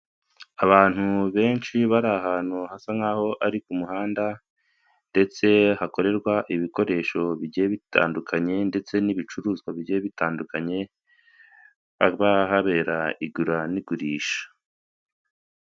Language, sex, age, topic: Kinyarwanda, male, 25-35, finance